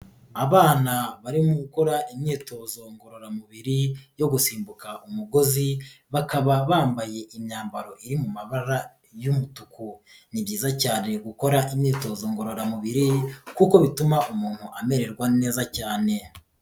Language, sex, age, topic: Kinyarwanda, female, 25-35, government